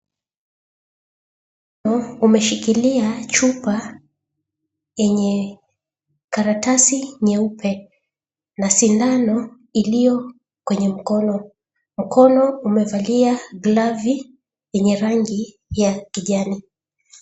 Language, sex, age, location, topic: Swahili, female, 25-35, Mombasa, health